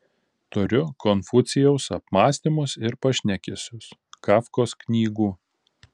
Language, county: Lithuanian, Panevėžys